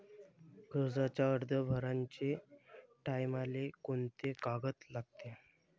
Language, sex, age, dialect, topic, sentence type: Marathi, male, 25-30, Varhadi, banking, question